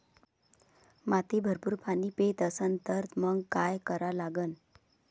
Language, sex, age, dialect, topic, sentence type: Marathi, female, 56-60, Varhadi, agriculture, question